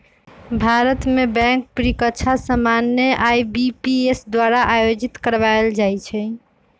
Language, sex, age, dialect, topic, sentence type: Magahi, female, 25-30, Western, banking, statement